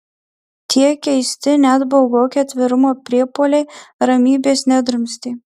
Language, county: Lithuanian, Marijampolė